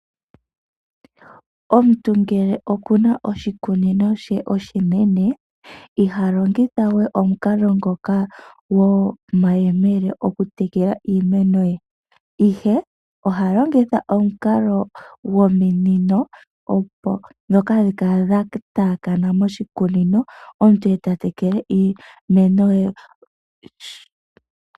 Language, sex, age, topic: Oshiwambo, male, 25-35, agriculture